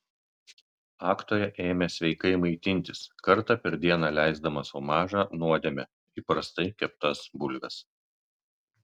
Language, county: Lithuanian, Kaunas